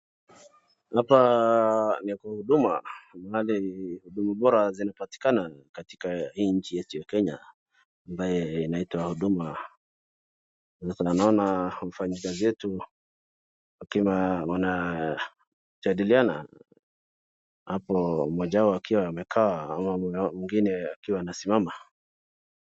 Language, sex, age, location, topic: Swahili, male, 36-49, Wajir, government